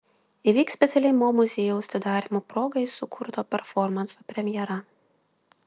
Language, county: Lithuanian, Klaipėda